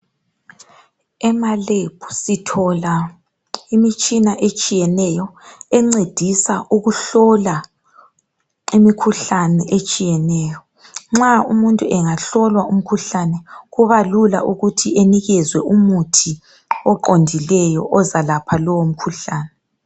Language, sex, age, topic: North Ndebele, female, 36-49, health